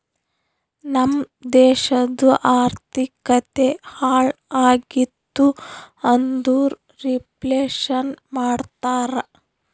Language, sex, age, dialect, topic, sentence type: Kannada, female, 31-35, Northeastern, banking, statement